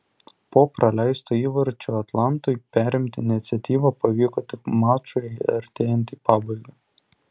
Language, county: Lithuanian, Tauragė